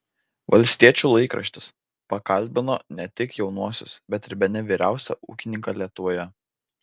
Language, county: Lithuanian, Vilnius